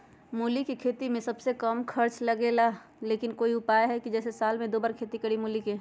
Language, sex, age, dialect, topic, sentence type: Magahi, female, 46-50, Western, agriculture, question